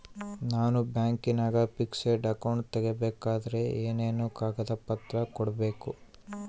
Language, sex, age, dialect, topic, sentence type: Kannada, male, 18-24, Central, banking, question